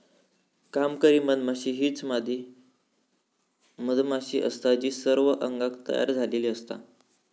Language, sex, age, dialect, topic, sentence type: Marathi, male, 18-24, Southern Konkan, agriculture, statement